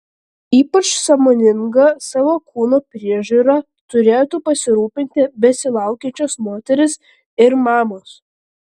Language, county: Lithuanian, Klaipėda